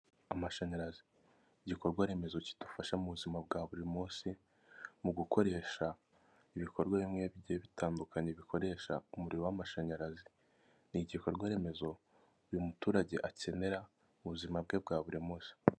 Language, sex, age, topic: Kinyarwanda, male, 25-35, government